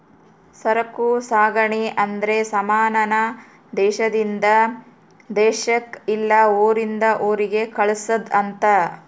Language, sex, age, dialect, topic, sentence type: Kannada, female, 36-40, Central, banking, statement